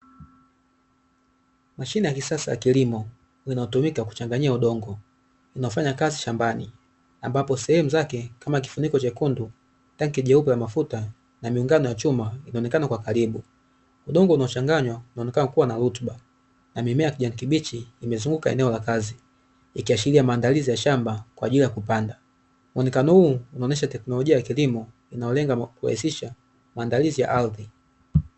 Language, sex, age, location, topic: Swahili, male, 25-35, Dar es Salaam, agriculture